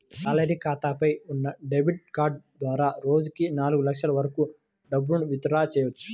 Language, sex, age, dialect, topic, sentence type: Telugu, male, 25-30, Central/Coastal, banking, statement